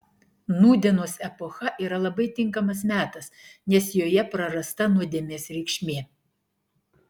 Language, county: Lithuanian, Klaipėda